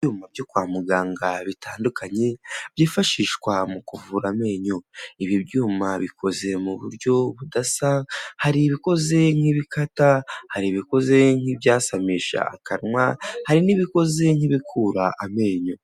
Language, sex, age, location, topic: Kinyarwanda, male, 18-24, Huye, health